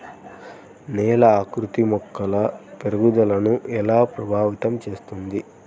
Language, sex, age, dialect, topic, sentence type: Telugu, male, 25-30, Central/Coastal, agriculture, statement